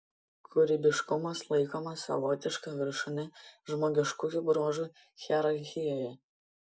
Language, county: Lithuanian, Panevėžys